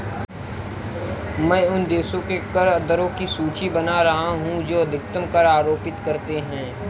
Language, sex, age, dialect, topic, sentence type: Hindi, male, 25-30, Marwari Dhudhari, banking, statement